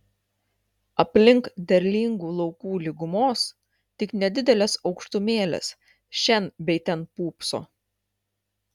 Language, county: Lithuanian, Klaipėda